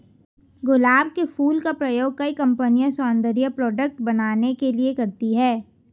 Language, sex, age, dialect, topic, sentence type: Hindi, female, 18-24, Hindustani Malvi Khadi Boli, agriculture, statement